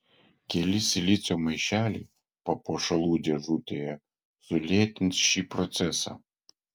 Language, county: Lithuanian, Vilnius